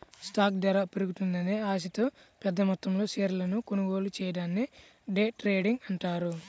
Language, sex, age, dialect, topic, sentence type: Telugu, male, 31-35, Central/Coastal, banking, statement